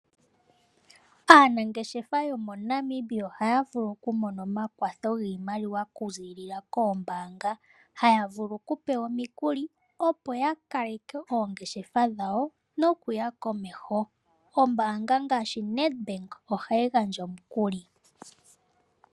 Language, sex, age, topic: Oshiwambo, female, 18-24, finance